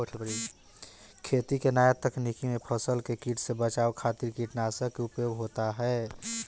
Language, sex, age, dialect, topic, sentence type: Bhojpuri, male, 60-100, Northern, agriculture, statement